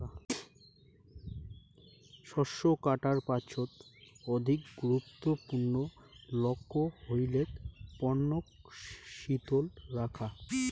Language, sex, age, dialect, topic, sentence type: Bengali, male, 18-24, Rajbangshi, agriculture, statement